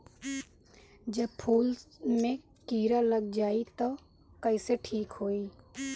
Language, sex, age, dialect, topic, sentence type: Bhojpuri, female, 25-30, Northern, agriculture, question